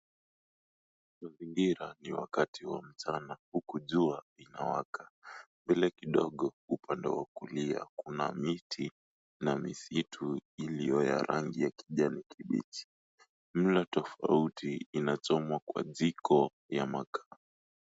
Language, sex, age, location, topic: Swahili, male, 18-24, Mombasa, agriculture